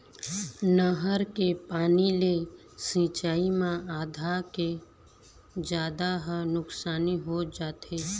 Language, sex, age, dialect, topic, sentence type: Chhattisgarhi, female, 25-30, Eastern, agriculture, statement